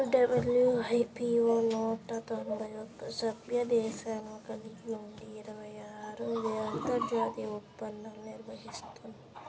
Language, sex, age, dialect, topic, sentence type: Telugu, male, 25-30, Central/Coastal, banking, statement